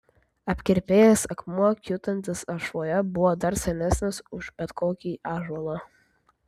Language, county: Lithuanian, Vilnius